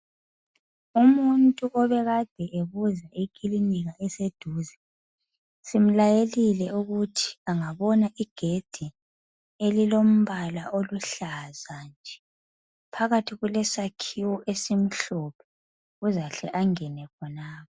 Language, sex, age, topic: North Ndebele, female, 25-35, health